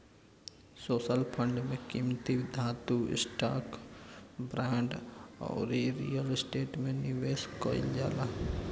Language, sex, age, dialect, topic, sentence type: Bhojpuri, male, 60-100, Northern, banking, statement